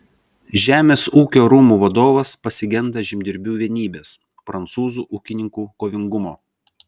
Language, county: Lithuanian, Vilnius